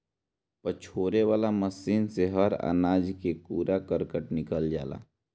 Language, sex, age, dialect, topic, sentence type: Bhojpuri, male, 18-24, Northern, agriculture, statement